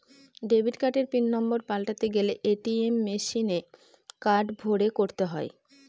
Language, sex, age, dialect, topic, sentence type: Bengali, female, 25-30, Northern/Varendri, banking, statement